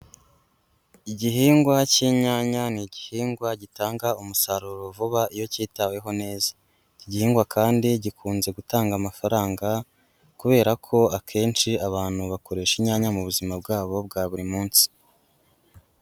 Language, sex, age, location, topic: Kinyarwanda, female, 25-35, Huye, agriculture